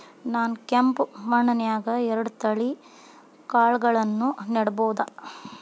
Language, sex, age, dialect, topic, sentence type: Kannada, female, 25-30, Dharwad Kannada, agriculture, question